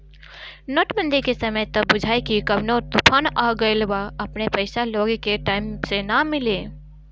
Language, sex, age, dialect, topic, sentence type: Bhojpuri, female, 25-30, Northern, banking, statement